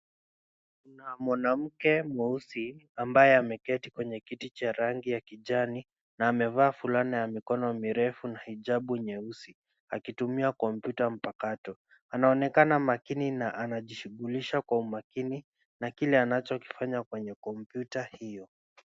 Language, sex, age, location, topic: Swahili, male, 25-35, Nairobi, education